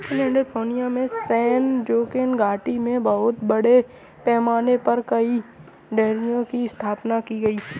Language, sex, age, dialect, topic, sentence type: Hindi, female, 18-24, Kanauji Braj Bhasha, agriculture, statement